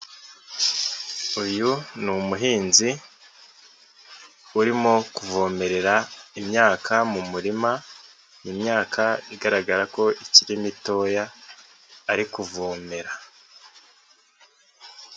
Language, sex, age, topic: Kinyarwanda, male, 25-35, agriculture